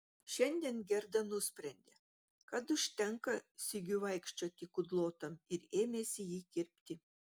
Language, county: Lithuanian, Utena